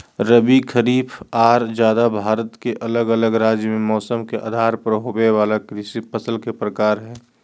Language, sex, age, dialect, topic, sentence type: Magahi, male, 25-30, Southern, agriculture, statement